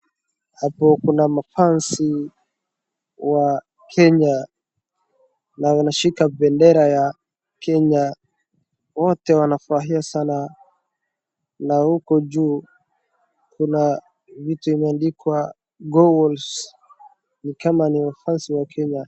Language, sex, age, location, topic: Swahili, male, 18-24, Wajir, government